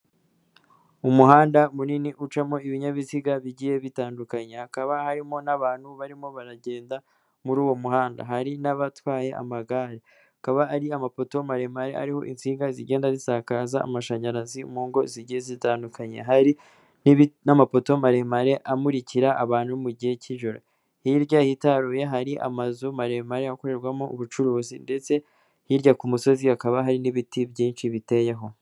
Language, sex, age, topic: Kinyarwanda, female, 18-24, government